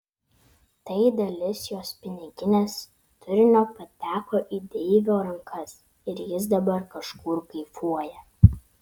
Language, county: Lithuanian, Vilnius